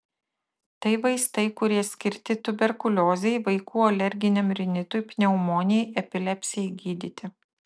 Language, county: Lithuanian, Tauragė